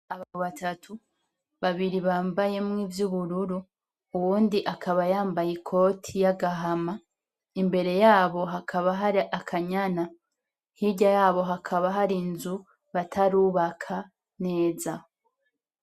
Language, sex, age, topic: Rundi, female, 25-35, agriculture